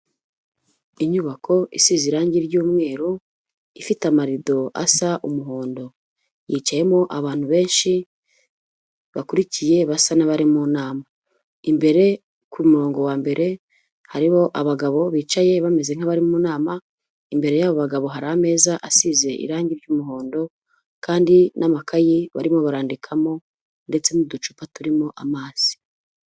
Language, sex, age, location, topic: Kinyarwanda, female, 25-35, Huye, government